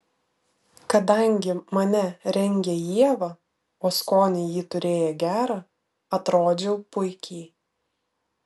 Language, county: Lithuanian, Vilnius